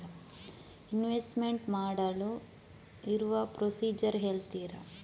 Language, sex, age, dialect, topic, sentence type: Kannada, female, 25-30, Coastal/Dakshin, banking, question